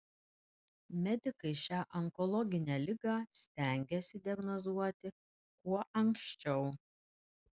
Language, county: Lithuanian, Panevėžys